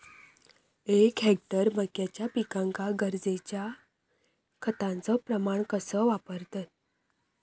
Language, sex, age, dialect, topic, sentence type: Marathi, female, 25-30, Southern Konkan, agriculture, question